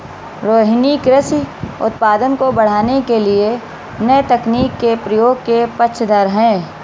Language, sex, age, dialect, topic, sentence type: Hindi, female, 36-40, Marwari Dhudhari, agriculture, statement